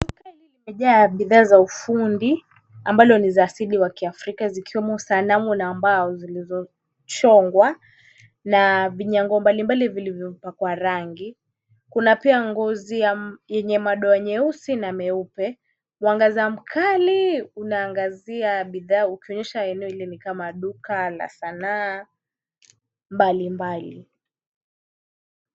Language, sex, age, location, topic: Swahili, female, 18-24, Kisumu, finance